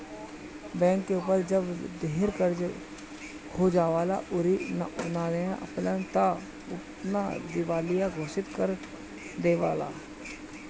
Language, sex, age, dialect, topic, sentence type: Bhojpuri, male, 25-30, Northern, banking, statement